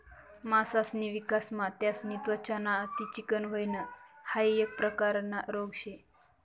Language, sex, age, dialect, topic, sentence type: Marathi, female, 18-24, Northern Konkan, agriculture, statement